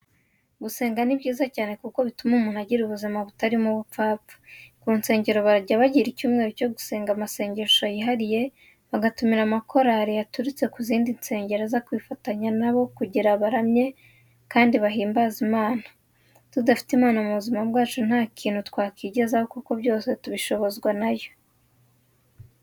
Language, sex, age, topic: Kinyarwanda, female, 18-24, education